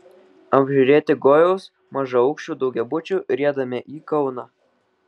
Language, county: Lithuanian, Kaunas